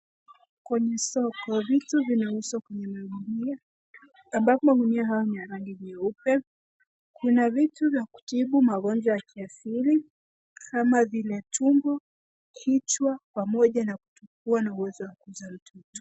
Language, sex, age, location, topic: Swahili, female, 18-24, Nairobi, health